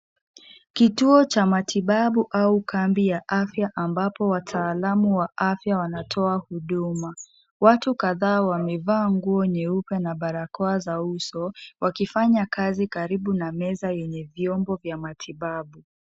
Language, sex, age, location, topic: Swahili, female, 25-35, Kisii, health